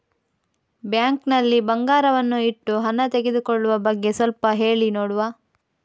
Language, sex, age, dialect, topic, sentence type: Kannada, female, 25-30, Coastal/Dakshin, banking, question